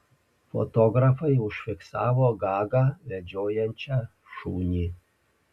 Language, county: Lithuanian, Panevėžys